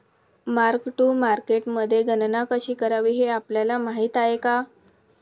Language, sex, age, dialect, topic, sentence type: Marathi, female, 18-24, Standard Marathi, banking, statement